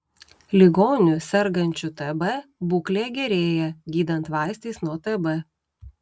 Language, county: Lithuanian, Utena